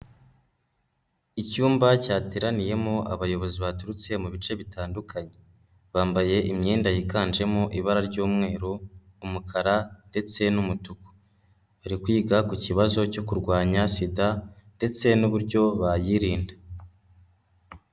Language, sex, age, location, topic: Kinyarwanda, male, 18-24, Nyagatare, health